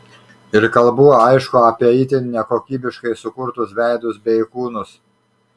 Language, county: Lithuanian, Kaunas